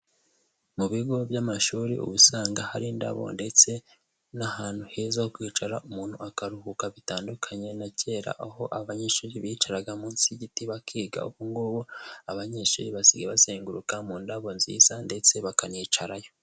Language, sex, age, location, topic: Kinyarwanda, male, 18-24, Huye, agriculture